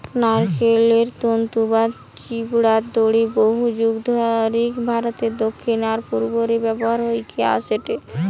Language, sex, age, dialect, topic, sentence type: Bengali, female, 18-24, Western, agriculture, statement